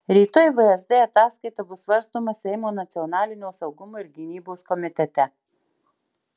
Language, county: Lithuanian, Marijampolė